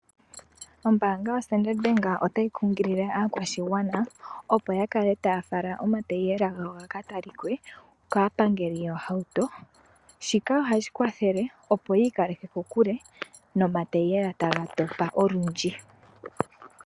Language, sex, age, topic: Oshiwambo, female, 18-24, finance